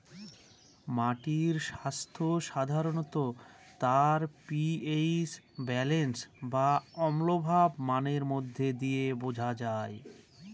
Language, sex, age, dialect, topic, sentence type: Bengali, male, 36-40, Northern/Varendri, agriculture, statement